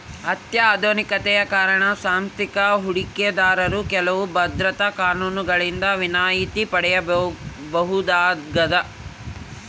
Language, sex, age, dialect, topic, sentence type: Kannada, male, 18-24, Central, banking, statement